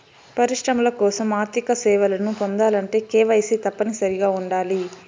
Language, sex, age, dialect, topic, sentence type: Telugu, male, 18-24, Southern, banking, statement